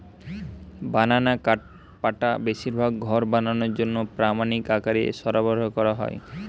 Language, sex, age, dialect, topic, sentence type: Bengali, male, 18-24, Western, agriculture, statement